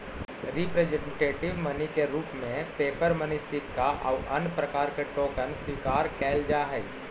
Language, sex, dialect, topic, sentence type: Magahi, male, Central/Standard, banking, statement